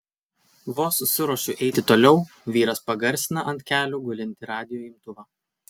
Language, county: Lithuanian, Kaunas